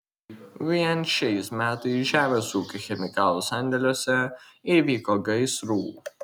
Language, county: Lithuanian, Kaunas